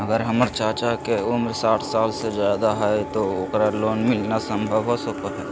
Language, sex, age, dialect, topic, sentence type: Magahi, male, 56-60, Southern, banking, statement